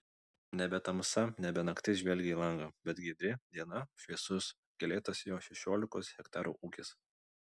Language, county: Lithuanian, Vilnius